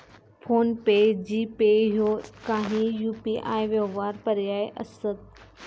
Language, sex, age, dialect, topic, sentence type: Marathi, female, 25-30, Southern Konkan, banking, statement